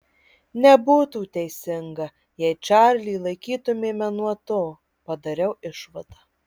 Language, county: Lithuanian, Marijampolė